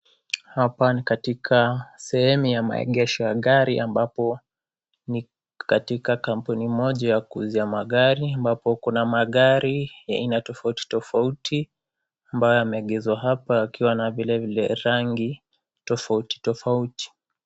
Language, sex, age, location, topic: Swahili, female, 25-35, Kisii, finance